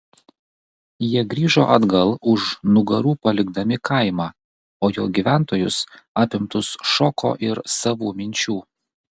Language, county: Lithuanian, Kaunas